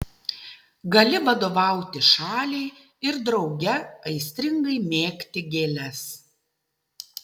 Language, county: Lithuanian, Utena